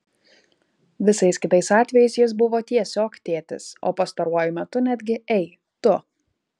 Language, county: Lithuanian, Kaunas